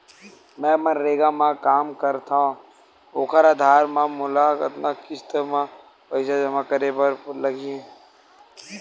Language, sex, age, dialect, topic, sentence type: Chhattisgarhi, male, 18-24, Western/Budati/Khatahi, banking, question